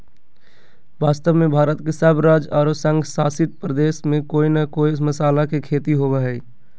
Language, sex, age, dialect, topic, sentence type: Magahi, male, 18-24, Southern, agriculture, statement